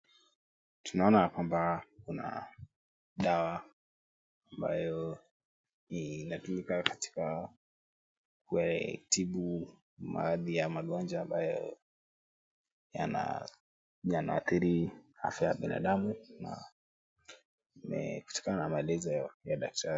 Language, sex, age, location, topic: Swahili, male, 18-24, Kisumu, health